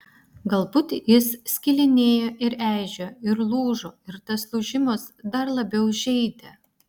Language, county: Lithuanian, Vilnius